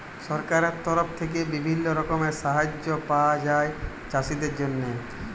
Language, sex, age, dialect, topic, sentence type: Bengali, male, 18-24, Jharkhandi, agriculture, statement